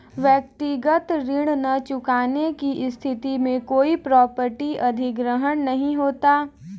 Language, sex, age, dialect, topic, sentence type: Hindi, female, 18-24, Kanauji Braj Bhasha, banking, statement